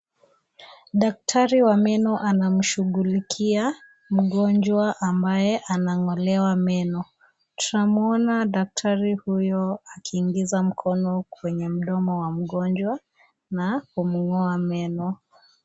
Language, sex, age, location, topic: Swahili, female, 25-35, Kisii, health